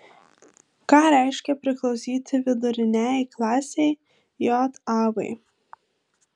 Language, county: Lithuanian, Marijampolė